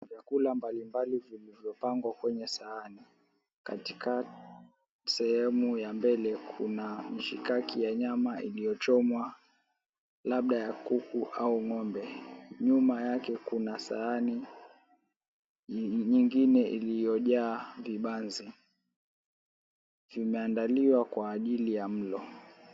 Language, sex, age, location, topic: Swahili, male, 18-24, Mombasa, agriculture